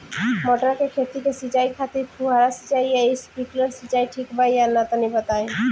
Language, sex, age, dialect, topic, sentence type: Bhojpuri, female, 18-24, Northern, agriculture, question